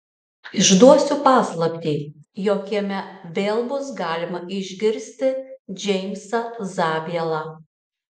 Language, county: Lithuanian, Alytus